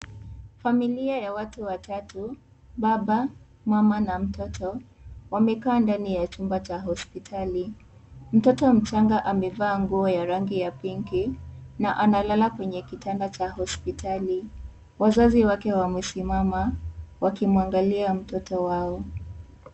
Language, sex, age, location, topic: Swahili, female, 18-24, Kisii, health